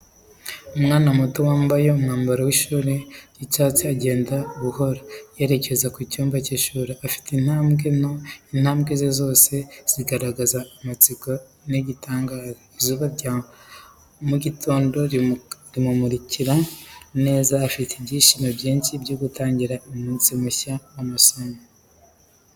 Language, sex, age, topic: Kinyarwanda, female, 36-49, education